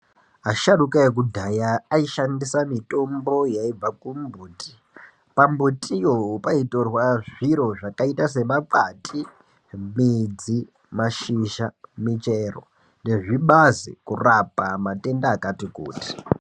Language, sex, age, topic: Ndau, female, 50+, health